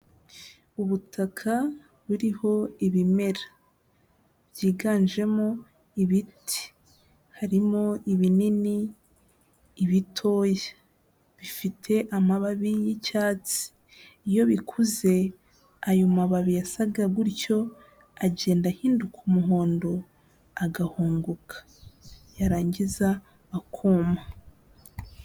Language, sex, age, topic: Kinyarwanda, female, 18-24, health